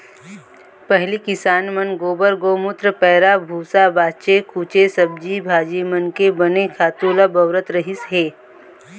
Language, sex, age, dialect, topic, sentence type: Chhattisgarhi, female, 25-30, Eastern, agriculture, statement